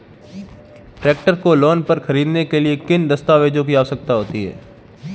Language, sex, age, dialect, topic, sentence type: Hindi, male, 18-24, Marwari Dhudhari, banking, question